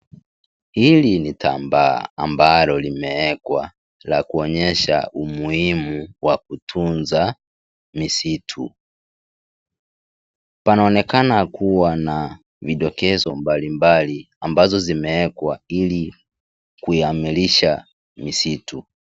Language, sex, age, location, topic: Swahili, male, 18-24, Kisii, education